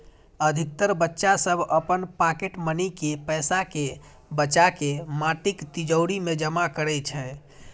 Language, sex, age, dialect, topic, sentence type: Maithili, female, 31-35, Eastern / Thethi, banking, statement